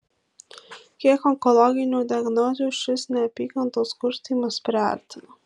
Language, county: Lithuanian, Marijampolė